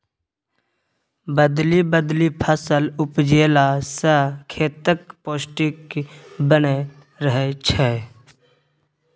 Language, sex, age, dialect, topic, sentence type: Maithili, male, 18-24, Bajjika, agriculture, statement